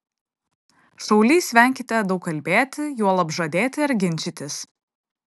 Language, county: Lithuanian, Vilnius